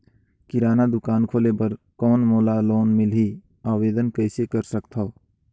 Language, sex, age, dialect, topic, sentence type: Chhattisgarhi, male, 18-24, Northern/Bhandar, banking, question